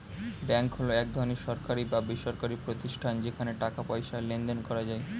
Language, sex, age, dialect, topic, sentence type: Bengali, male, 18-24, Standard Colloquial, banking, statement